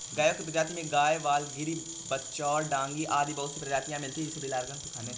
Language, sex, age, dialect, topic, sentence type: Hindi, male, 18-24, Marwari Dhudhari, agriculture, statement